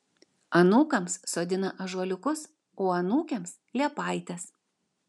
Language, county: Lithuanian, Vilnius